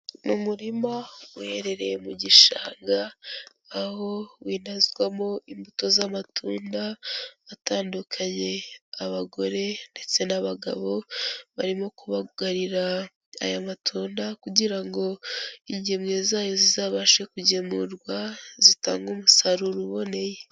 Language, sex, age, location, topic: Kinyarwanda, female, 18-24, Kigali, agriculture